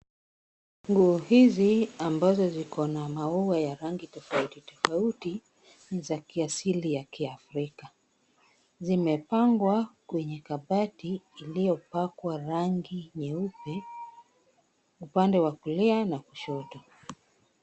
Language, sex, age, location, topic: Swahili, female, 36-49, Kisumu, finance